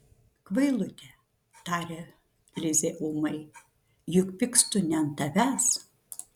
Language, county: Lithuanian, Šiauliai